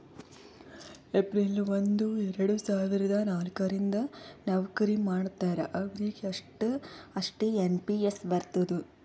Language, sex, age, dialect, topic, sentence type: Kannada, female, 51-55, Northeastern, banking, statement